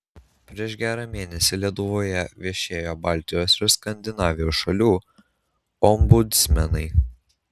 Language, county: Lithuanian, Kaunas